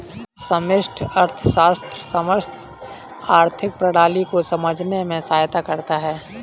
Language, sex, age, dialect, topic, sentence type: Hindi, male, 18-24, Kanauji Braj Bhasha, banking, statement